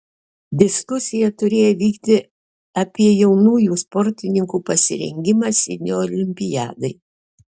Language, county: Lithuanian, Alytus